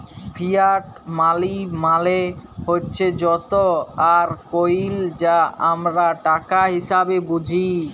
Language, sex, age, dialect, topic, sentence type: Bengali, male, 18-24, Jharkhandi, banking, statement